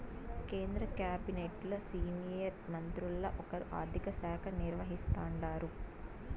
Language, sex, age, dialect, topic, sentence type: Telugu, female, 18-24, Southern, banking, statement